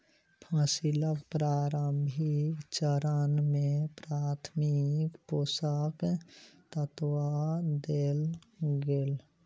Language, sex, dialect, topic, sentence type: Maithili, male, Southern/Standard, agriculture, statement